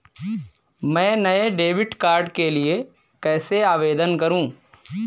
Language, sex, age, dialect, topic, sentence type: Hindi, male, 25-30, Kanauji Braj Bhasha, banking, statement